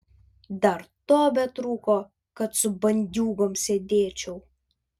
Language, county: Lithuanian, Vilnius